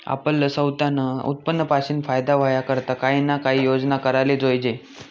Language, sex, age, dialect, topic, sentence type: Marathi, male, 31-35, Northern Konkan, agriculture, statement